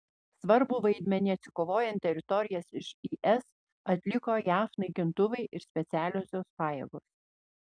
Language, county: Lithuanian, Panevėžys